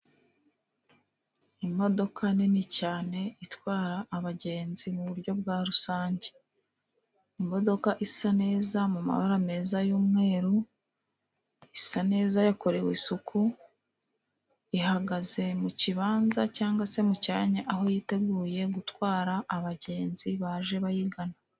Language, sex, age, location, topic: Kinyarwanda, female, 36-49, Musanze, government